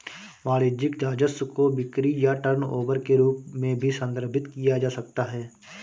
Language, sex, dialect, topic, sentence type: Hindi, male, Awadhi Bundeli, banking, statement